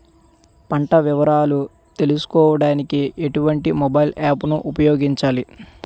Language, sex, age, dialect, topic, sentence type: Telugu, male, 25-30, Utterandhra, agriculture, question